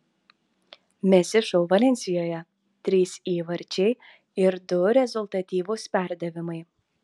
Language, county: Lithuanian, Telšiai